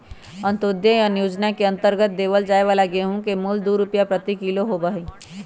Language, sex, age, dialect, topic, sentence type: Magahi, female, 25-30, Western, agriculture, statement